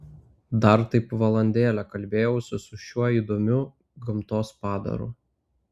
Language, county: Lithuanian, Vilnius